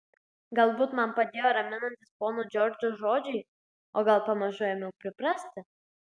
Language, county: Lithuanian, Klaipėda